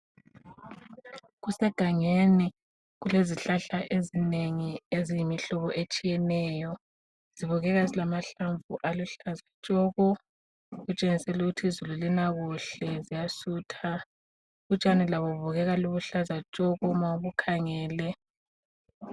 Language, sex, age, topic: North Ndebele, female, 25-35, health